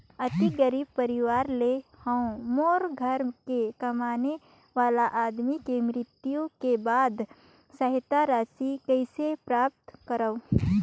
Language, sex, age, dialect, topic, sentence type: Chhattisgarhi, female, 25-30, Northern/Bhandar, banking, question